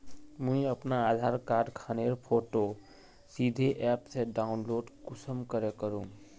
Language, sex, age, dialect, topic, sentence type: Magahi, male, 25-30, Northeastern/Surjapuri, banking, question